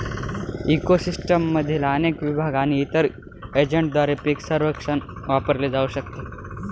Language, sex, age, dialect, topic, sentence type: Marathi, male, 18-24, Northern Konkan, agriculture, statement